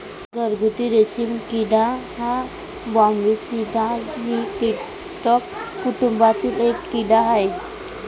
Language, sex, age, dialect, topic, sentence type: Marathi, female, 18-24, Varhadi, agriculture, statement